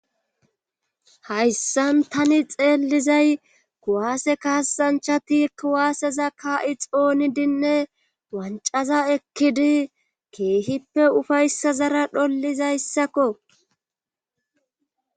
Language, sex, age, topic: Gamo, female, 25-35, government